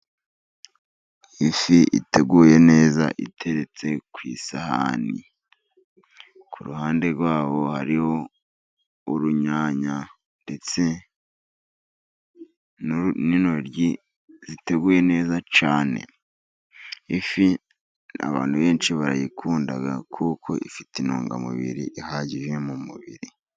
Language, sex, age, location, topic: Kinyarwanda, male, 50+, Musanze, agriculture